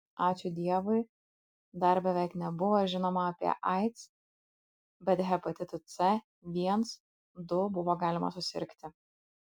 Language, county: Lithuanian, Kaunas